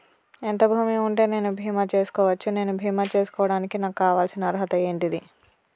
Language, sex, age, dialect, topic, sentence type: Telugu, female, 31-35, Telangana, agriculture, question